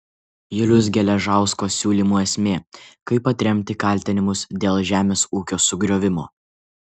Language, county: Lithuanian, Kaunas